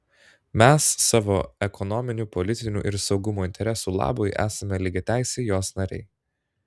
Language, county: Lithuanian, Klaipėda